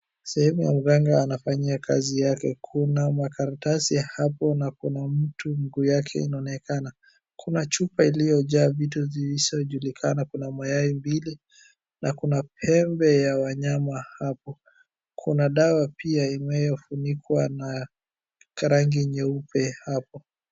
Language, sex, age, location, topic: Swahili, female, 36-49, Wajir, health